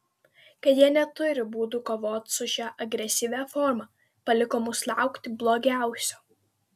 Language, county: Lithuanian, Vilnius